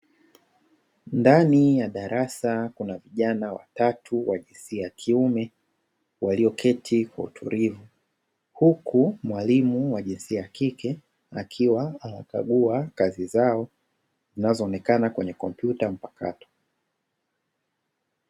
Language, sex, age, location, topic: Swahili, male, 25-35, Dar es Salaam, education